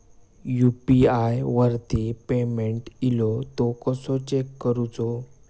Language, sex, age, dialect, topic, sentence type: Marathi, male, 18-24, Southern Konkan, banking, question